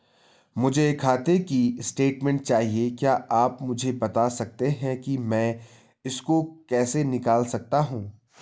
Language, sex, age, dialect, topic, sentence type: Hindi, male, 18-24, Garhwali, banking, question